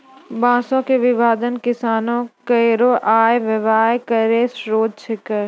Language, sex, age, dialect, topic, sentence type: Maithili, female, 25-30, Angika, agriculture, statement